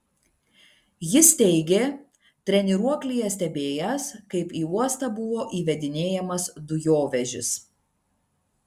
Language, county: Lithuanian, Klaipėda